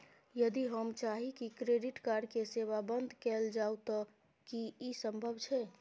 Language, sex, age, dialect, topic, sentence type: Maithili, female, 25-30, Bajjika, banking, question